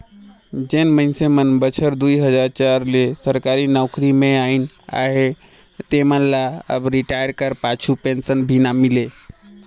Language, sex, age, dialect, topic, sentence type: Chhattisgarhi, male, 18-24, Northern/Bhandar, banking, statement